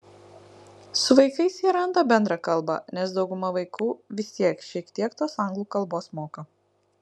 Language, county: Lithuanian, Marijampolė